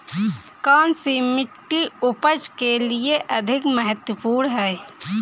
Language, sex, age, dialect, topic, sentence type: Hindi, female, 18-24, Awadhi Bundeli, agriculture, question